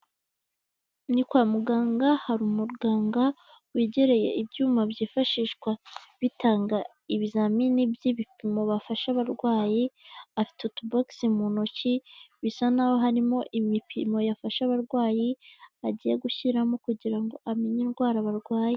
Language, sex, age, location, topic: Kinyarwanda, female, 25-35, Kigali, health